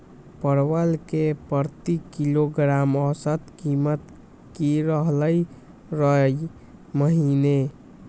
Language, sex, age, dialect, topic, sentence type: Magahi, male, 18-24, Western, agriculture, question